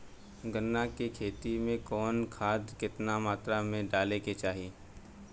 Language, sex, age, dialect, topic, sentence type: Bhojpuri, male, 18-24, Southern / Standard, agriculture, question